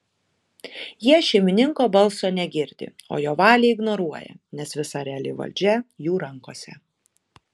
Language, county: Lithuanian, Kaunas